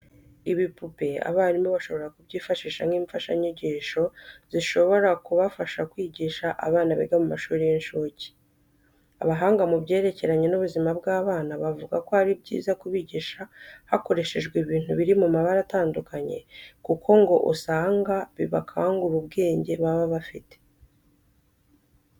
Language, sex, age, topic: Kinyarwanda, female, 25-35, education